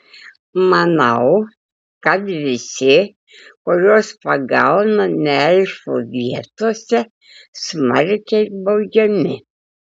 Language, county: Lithuanian, Klaipėda